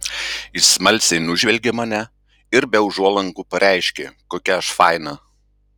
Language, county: Lithuanian, Klaipėda